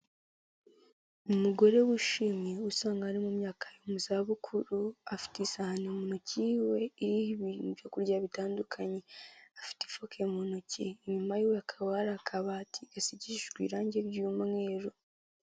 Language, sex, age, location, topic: Kinyarwanda, female, 18-24, Kigali, health